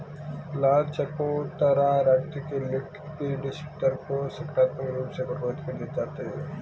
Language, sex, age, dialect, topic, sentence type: Hindi, male, 18-24, Marwari Dhudhari, agriculture, statement